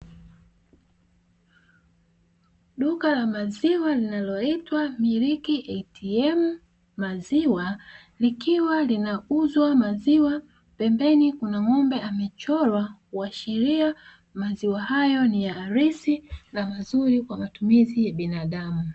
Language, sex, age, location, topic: Swahili, female, 36-49, Dar es Salaam, finance